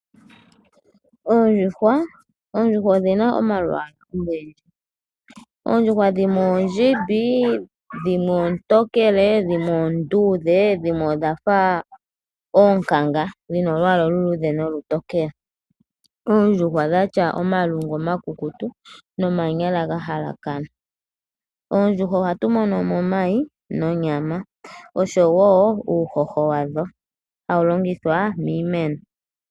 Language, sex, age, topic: Oshiwambo, female, 18-24, agriculture